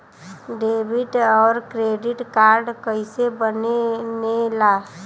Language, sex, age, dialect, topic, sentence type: Bhojpuri, female, 25-30, Western, banking, question